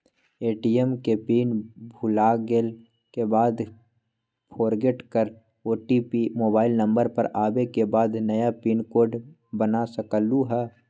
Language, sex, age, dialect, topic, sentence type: Magahi, male, 41-45, Western, banking, question